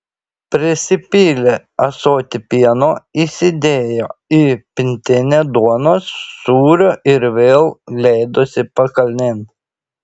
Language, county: Lithuanian, Šiauliai